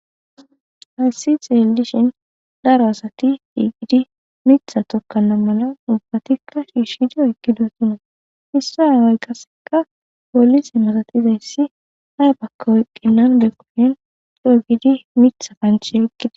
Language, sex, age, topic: Gamo, female, 25-35, government